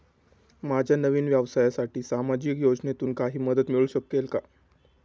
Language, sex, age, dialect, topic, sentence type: Marathi, male, 18-24, Standard Marathi, banking, question